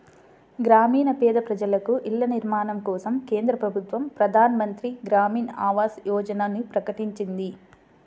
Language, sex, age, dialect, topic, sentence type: Telugu, female, 25-30, Central/Coastal, banking, statement